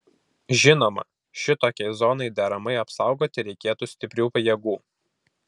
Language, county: Lithuanian, Vilnius